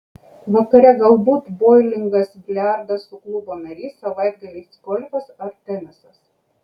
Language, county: Lithuanian, Kaunas